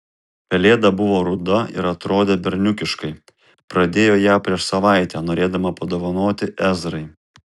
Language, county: Lithuanian, Kaunas